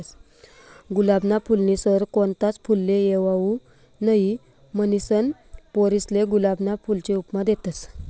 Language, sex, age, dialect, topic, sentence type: Marathi, female, 25-30, Northern Konkan, agriculture, statement